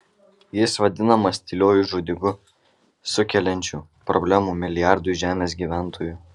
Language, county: Lithuanian, Kaunas